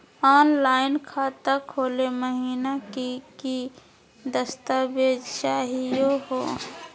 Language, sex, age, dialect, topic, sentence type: Magahi, female, 31-35, Southern, banking, question